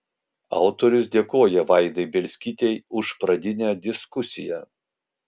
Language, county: Lithuanian, Vilnius